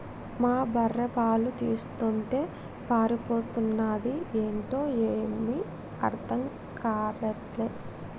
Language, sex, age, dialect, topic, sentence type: Telugu, female, 60-100, Telangana, agriculture, statement